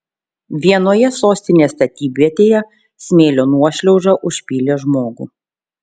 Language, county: Lithuanian, Šiauliai